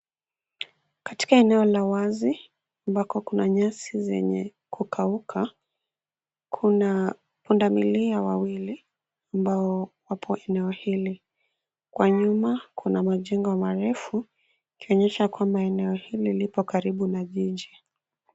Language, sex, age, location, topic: Swahili, female, 25-35, Nairobi, government